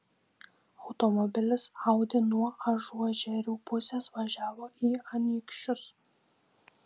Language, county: Lithuanian, Šiauliai